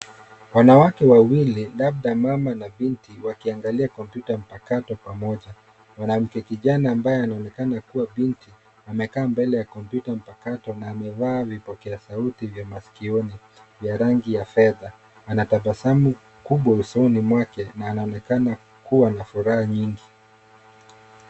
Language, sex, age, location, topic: Swahili, male, 18-24, Nairobi, education